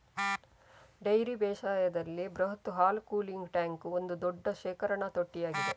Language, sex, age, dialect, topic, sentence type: Kannada, female, 25-30, Coastal/Dakshin, agriculture, statement